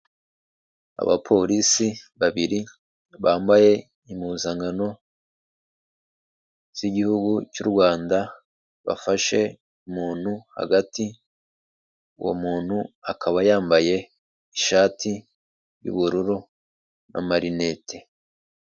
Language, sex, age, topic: Kinyarwanda, male, 25-35, government